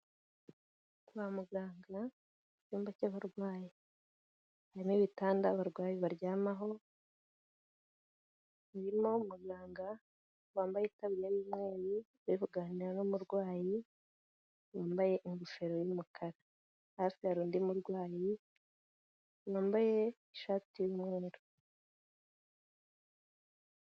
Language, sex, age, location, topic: Kinyarwanda, female, 18-24, Kigali, health